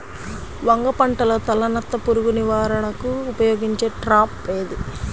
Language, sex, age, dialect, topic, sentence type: Telugu, female, 36-40, Central/Coastal, agriculture, question